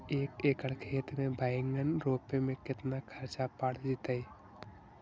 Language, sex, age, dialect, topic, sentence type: Magahi, male, 56-60, Central/Standard, agriculture, question